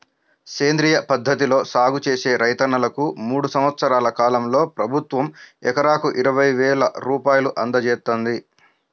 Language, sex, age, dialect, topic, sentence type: Telugu, male, 56-60, Central/Coastal, agriculture, statement